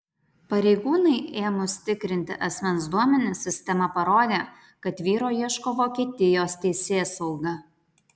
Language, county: Lithuanian, Alytus